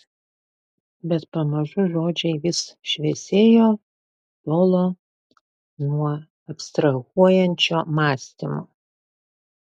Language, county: Lithuanian, Panevėžys